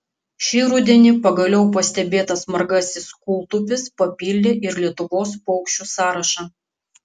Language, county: Lithuanian, Kaunas